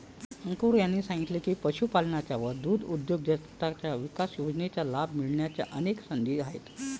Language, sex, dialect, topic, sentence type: Marathi, male, Varhadi, agriculture, statement